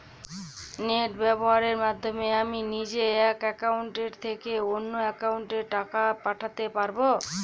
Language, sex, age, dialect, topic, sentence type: Bengali, female, 41-45, Northern/Varendri, banking, question